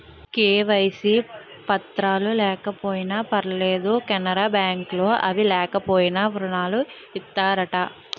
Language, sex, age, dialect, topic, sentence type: Telugu, female, 18-24, Utterandhra, banking, statement